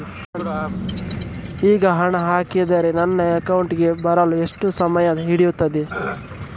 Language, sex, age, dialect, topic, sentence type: Kannada, male, 18-24, Coastal/Dakshin, banking, question